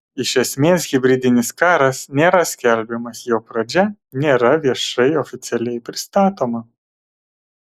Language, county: Lithuanian, Kaunas